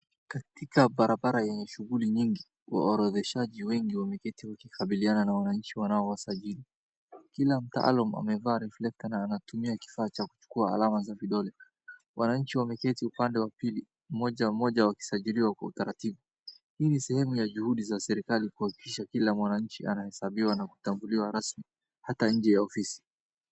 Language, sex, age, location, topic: Swahili, male, 25-35, Wajir, government